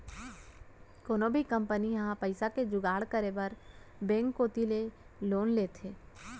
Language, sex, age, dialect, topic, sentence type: Chhattisgarhi, female, 25-30, Central, banking, statement